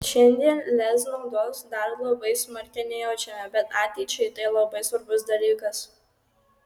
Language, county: Lithuanian, Kaunas